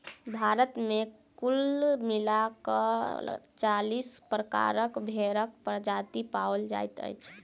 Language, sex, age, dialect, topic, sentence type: Maithili, female, 18-24, Southern/Standard, agriculture, statement